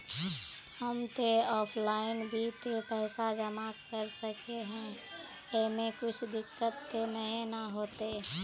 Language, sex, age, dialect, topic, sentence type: Magahi, female, 25-30, Northeastern/Surjapuri, banking, question